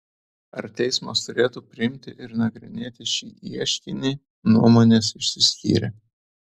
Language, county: Lithuanian, Vilnius